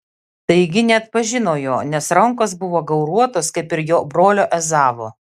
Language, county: Lithuanian, Vilnius